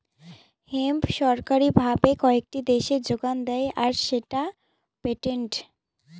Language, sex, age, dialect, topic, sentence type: Bengali, female, 25-30, Northern/Varendri, agriculture, statement